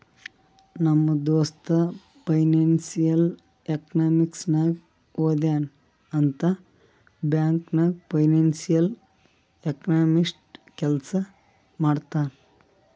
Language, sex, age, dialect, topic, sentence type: Kannada, male, 25-30, Northeastern, banking, statement